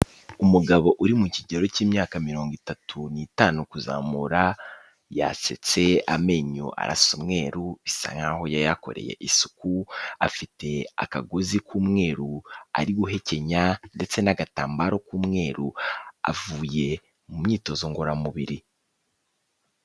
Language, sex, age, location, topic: Kinyarwanda, male, 18-24, Kigali, health